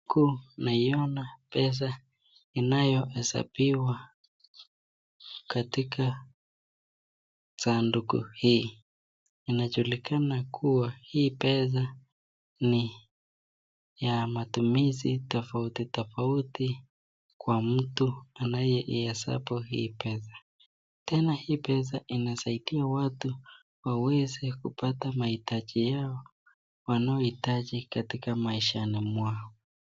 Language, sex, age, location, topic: Swahili, male, 25-35, Nakuru, finance